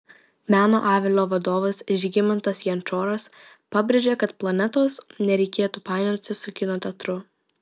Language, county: Lithuanian, Vilnius